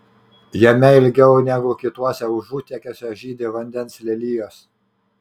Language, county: Lithuanian, Kaunas